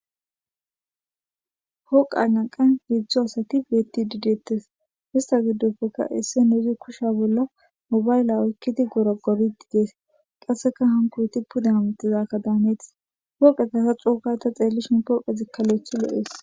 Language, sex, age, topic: Gamo, female, 18-24, government